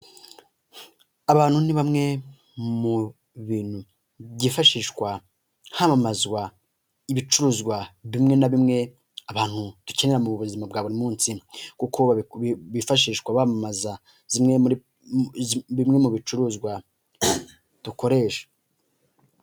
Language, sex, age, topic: Kinyarwanda, male, 18-24, finance